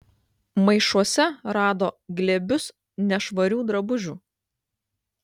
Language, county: Lithuanian, Klaipėda